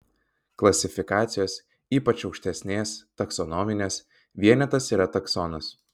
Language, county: Lithuanian, Vilnius